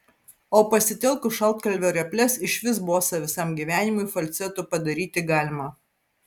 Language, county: Lithuanian, Vilnius